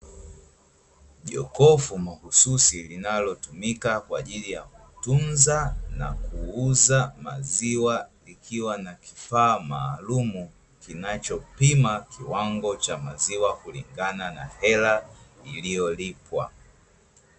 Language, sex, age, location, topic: Swahili, male, 25-35, Dar es Salaam, finance